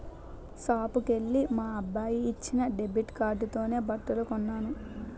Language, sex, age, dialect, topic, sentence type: Telugu, female, 60-100, Utterandhra, banking, statement